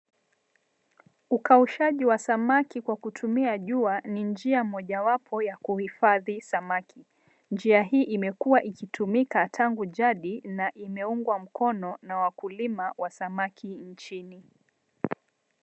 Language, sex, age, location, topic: Swahili, female, 25-35, Mombasa, agriculture